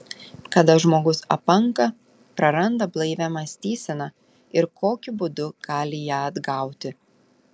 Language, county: Lithuanian, Telšiai